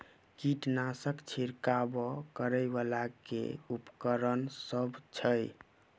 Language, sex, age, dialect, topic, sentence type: Maithili, male, 18-24, Southern/Standard, agriculture, question